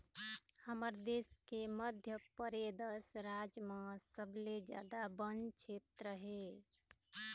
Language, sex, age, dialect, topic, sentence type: Chhattisgarhi, female, 56-60, Eastern, agriculture, statement